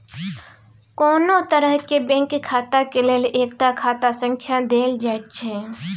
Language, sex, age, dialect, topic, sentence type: Maithili, female, 25-30, Bajjika, banking, statement